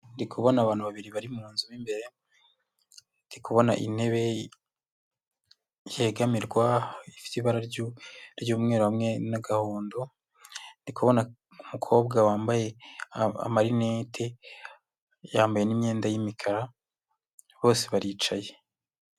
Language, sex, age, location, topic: Kinyarwanda, male, 25-35, Huye, health